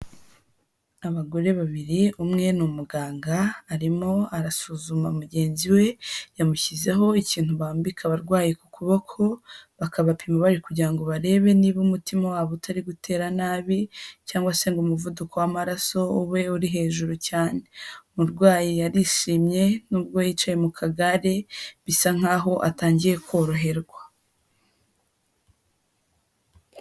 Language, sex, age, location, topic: Kinyarwanda, female, 18-24, Huye, health